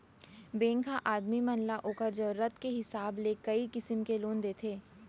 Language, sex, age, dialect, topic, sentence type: Chhattisgarhi, female, 18-24, Central, banking, statement